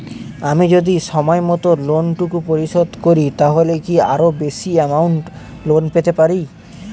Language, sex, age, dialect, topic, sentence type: Bengali, male, 18-24, Northern/Varendri, banking, question